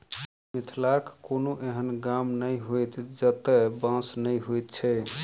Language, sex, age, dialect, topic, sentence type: Maithili, male, 31-35, Southern/Standard, agriculture, statement